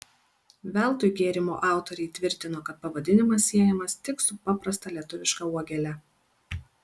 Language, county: Lithuanian, Kaunas